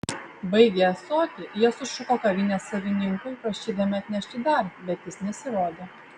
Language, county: Lithuanian, Vilnius